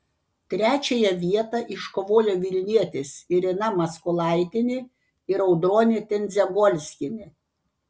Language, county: Lithuanian, Panevėžys